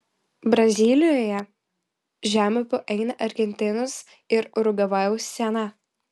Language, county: Lithuanian, Vilnius